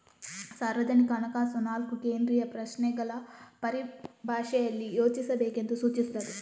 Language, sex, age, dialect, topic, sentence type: Kannada, female, 18-24, Coastal/Dakshin, banking, statement